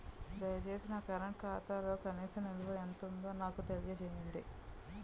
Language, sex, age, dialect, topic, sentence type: Telugu, female, 31-35, Utterandhra, banking, statement